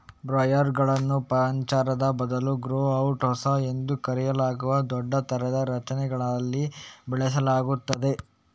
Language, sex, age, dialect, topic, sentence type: Kannada, male, 36-40, Coastal/Dakshin, agriculture, statement